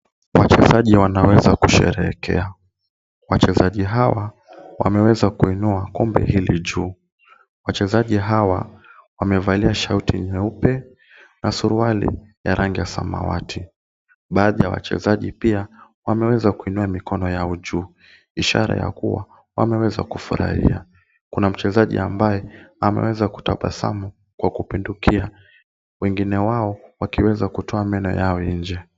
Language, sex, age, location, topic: Swahili, male, 18-24, Kisumu, government